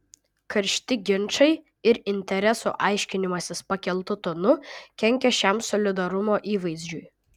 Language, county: Lithuanian, Vilnius